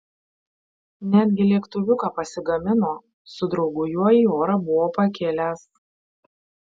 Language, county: Lithuanian, Vilnius